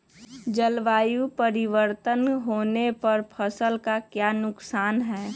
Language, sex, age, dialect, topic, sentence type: Magahi, male, 36-40, Western, agriculture, question